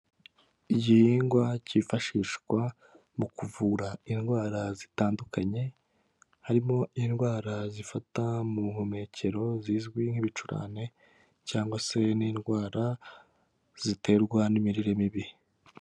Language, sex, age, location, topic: Kinyarwanda, male, 18-24, Kigali, health